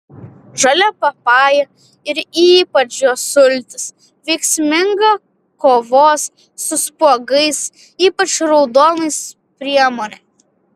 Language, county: Lithuanian, Vilnius